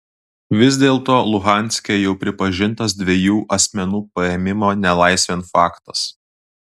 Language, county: Lithuanian, Klaipėda